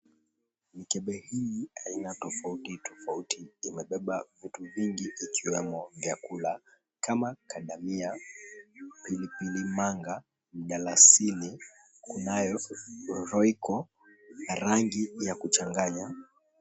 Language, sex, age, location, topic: Swahili, male, 25-35, Mombasa, agriculture